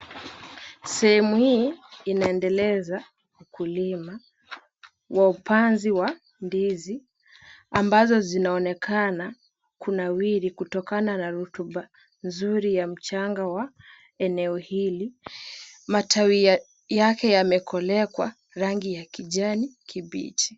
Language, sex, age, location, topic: Swahili, female, 18-24, Kisumu, agriculture